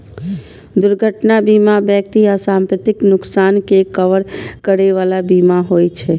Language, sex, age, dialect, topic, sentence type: Maithili, female, 25-30, Eastern / Thethi, banking, statement